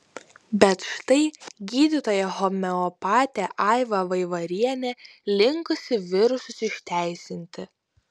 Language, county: Lithuanian, Utena